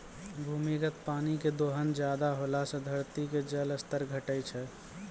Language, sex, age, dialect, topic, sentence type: Maithili, male, 18-24, Angika, agriculture, statement